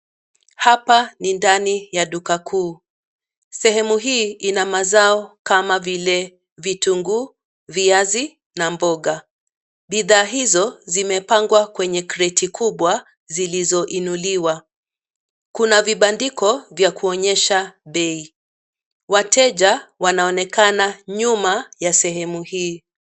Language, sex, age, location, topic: Swahili, female, 50+, Nairobi, finance